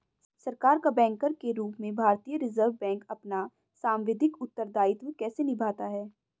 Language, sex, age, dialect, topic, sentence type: Hindi, female, 18-24, Hindustani Malvi Khadi Boli, banking, question